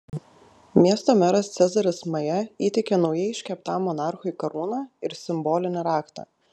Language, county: Lithuanian, Klaipėda